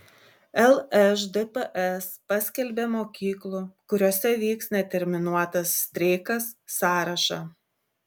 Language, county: Lithuanian, Klaipėda